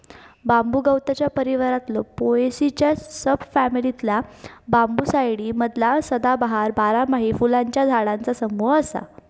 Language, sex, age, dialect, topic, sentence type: Marathi, female, 18-24, Southern Konkan, agriculture, statement